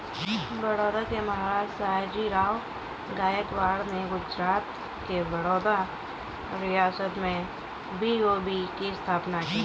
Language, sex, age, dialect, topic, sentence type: Hindi, female, 25-30, Kanauji Braj Bhasha, banking, statement